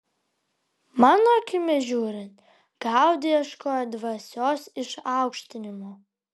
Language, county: Lithuanian, Vilnius